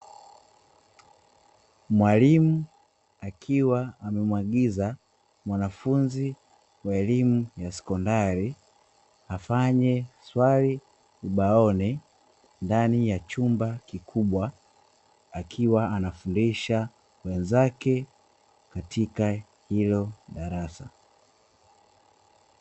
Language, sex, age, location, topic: Swahili, male, 25-35, Dar es Salaam, education